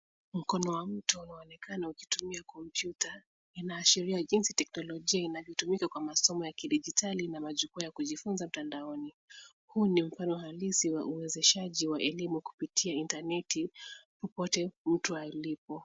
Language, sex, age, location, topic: Swahili, female, 25-35, Nairobi, education